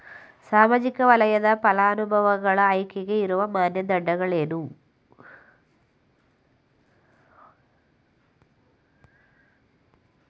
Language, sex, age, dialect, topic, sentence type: Kannada, male, 18-24, Mysore Kannada, banking, question